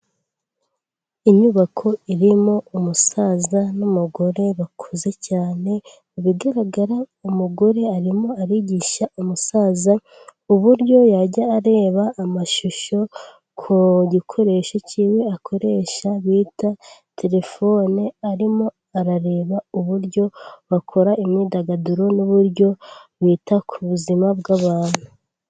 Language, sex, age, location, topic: Kinyarwanda, female, 18-24, Kigali, health